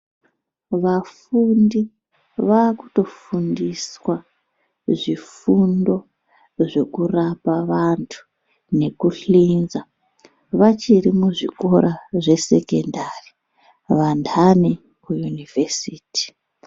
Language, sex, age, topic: Ndau, male, 36-49, education